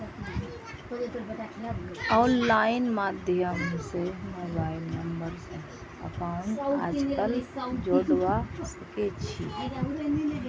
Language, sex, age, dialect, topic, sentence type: Magahi, female, 25-30, Northeastern/Surjapuri, banking, statement